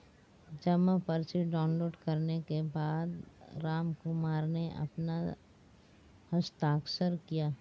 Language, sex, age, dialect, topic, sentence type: Hindi, female, 36-40, Marwari Dhudhari, banking, statement